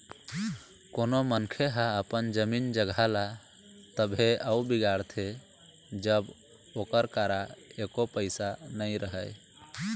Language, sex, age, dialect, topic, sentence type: Chhattisgarhi, male, 18-24, Eastern, banking, statement